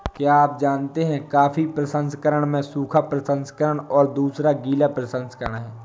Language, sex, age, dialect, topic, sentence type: Hindi, male, 18-24, Awadhi Bundeli, agriculture, statement